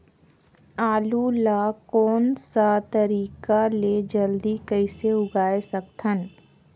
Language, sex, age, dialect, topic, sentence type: Chhattisgarhi, female, 25-30, Northern/Bhandar, agriculture, question